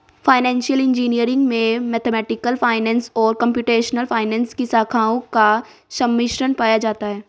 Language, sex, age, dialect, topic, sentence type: Hindi, female, 18-24, Marwari Dhudhari, banking, statement